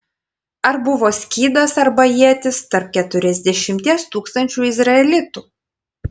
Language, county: Lithuanian, Panevėžys